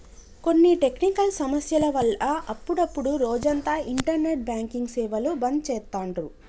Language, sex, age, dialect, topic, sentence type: Telugu, female, 25-30, Telangana, banking, statement